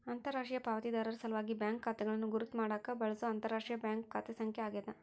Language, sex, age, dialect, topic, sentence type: Kannada, female, 60-100, Central, banking, statement